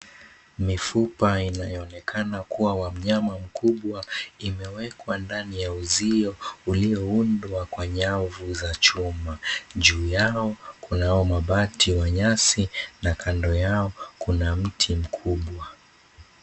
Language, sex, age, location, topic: Swahili, male, 18-24, Mombasa, government